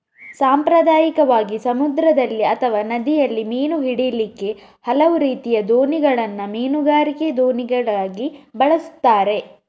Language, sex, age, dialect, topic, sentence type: Kannada, female, 31-35, Coastal/Dakshin, agriculture, statement